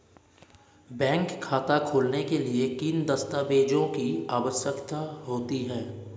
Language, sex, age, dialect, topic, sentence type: Hindi, male, 31-35, Marwari Dhudhari, banking, question